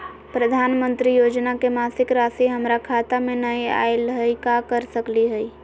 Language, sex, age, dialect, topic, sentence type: Magahi, female, 18-24, Southern, banking, question